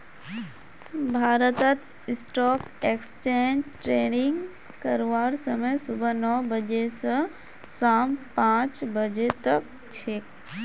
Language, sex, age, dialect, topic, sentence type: Magahi, female, 25-30, Northeastern/Surjapuri, banking, statement